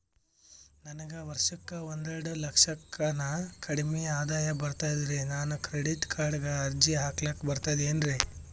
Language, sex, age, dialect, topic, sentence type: Kannada, male, 18-24, Northeastern, banking, question